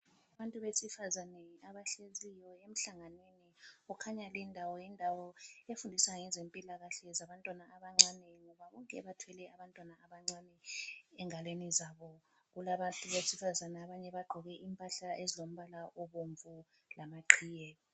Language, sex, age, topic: North Ndebele, female, 36-49, health